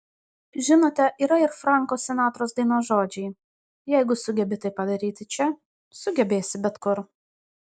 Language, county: Lithuanian, Kaunas